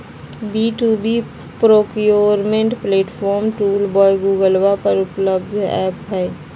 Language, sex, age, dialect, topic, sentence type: Magahi, female, 51-55, Western, agriculture, statement